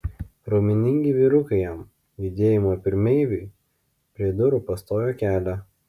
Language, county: Lithuanian, Kaunas